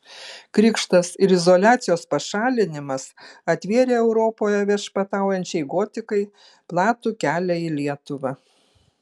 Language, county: Lithuanian, Kaunas